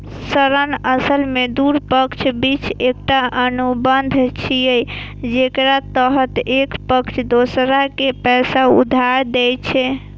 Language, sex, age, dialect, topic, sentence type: Maithili, female, 18-24, Eastern / Thethi, banking, statement